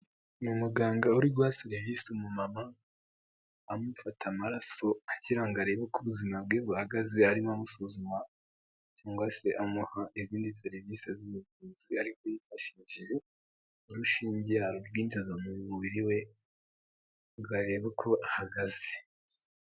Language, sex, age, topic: Kinyarwanda, male, 18-24, health